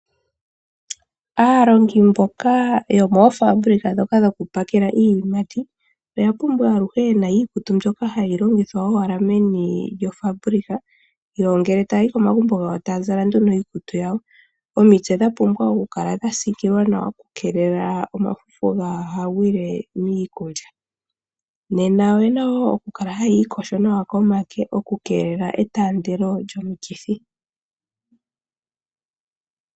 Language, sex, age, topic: Oshiwambo, female, 25-35, agriculture